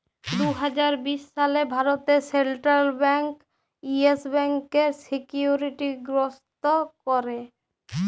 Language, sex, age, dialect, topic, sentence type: Bengali, female, 18-24, Jharkhandi, banking, statement